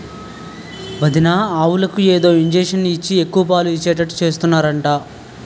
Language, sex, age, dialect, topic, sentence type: Telugu, male, 18-24, Utterandhra, agriculture, statement